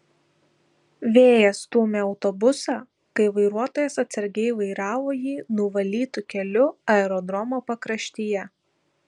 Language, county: Lithuanian, Šiauliai